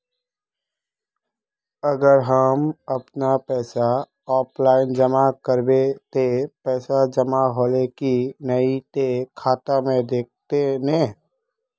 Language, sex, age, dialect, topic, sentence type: Magahi, male, 25-30, Northeastern/Surjapuri, banking, question